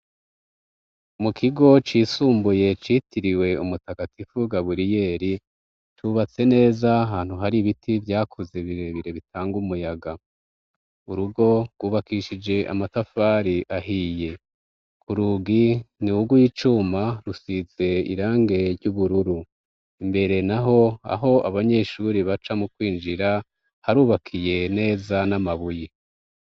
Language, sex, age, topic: Rundi, male, 36-49, education